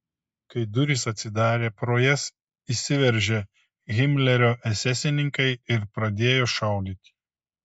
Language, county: Lithuanian, Telšiai